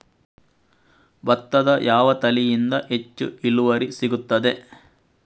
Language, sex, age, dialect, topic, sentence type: Kannada, male, 60-100, Coastal/Dakshin, agriculture, question